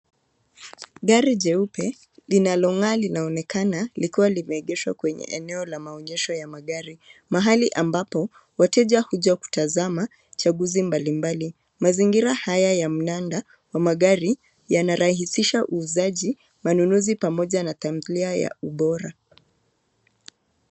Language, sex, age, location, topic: Swahili, female, 25-35, Nairobi, finance